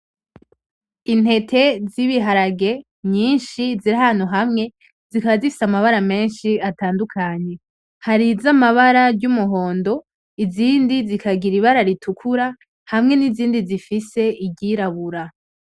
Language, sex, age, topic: Rundi, female, 18-24, agriculture